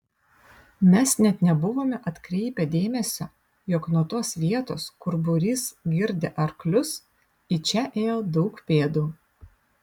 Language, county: Lithuanian, Vilnius